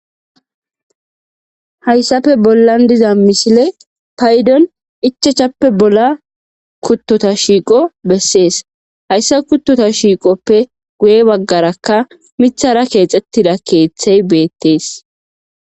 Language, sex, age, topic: Gamo, female, 25-35, agriculture